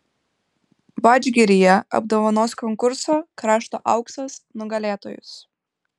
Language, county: Lithuanian, Panevėžys